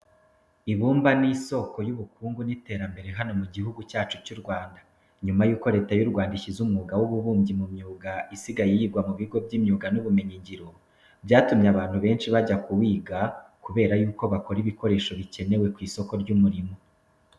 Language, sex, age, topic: Kinyarwanda, male, 25-35, education